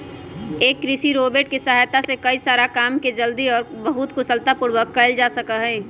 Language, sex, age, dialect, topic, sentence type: Magahi, female, 25-30, Western, agriculture, statement